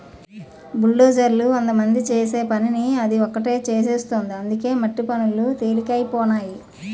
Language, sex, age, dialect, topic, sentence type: Telugu, female, 46-50, Utterandhra, agriculture, statement